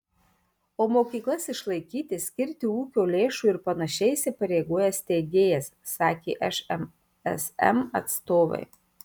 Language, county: Lithuanian, Marijampolė